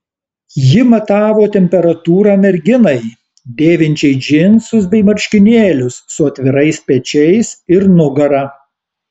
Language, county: Lithuanian, Alytus